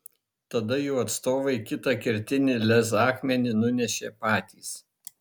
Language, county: Lithuanian, Šiauliai